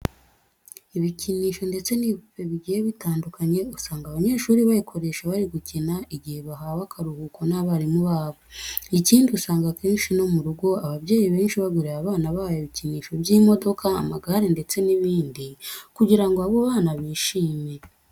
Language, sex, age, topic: Kinyarwanda, female, 18-24, education